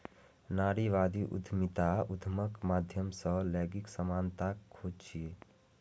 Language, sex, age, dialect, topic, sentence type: Maithili, male, 18-24, Eastern / Thethi, banking, statement